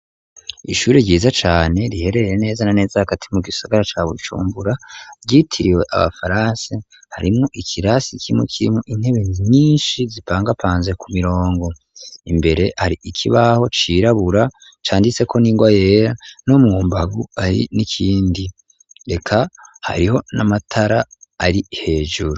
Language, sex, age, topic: Rundi, male, 36-49, education